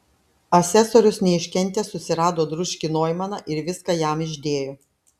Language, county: Lithuanian, Klaipėda